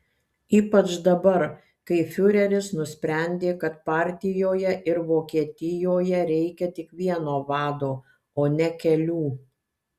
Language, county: Lithuanian, Kaunas